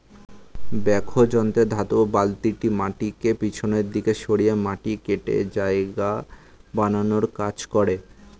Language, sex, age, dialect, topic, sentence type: Bengali, male, 18-24, Standard Colloquial, agriculture, statement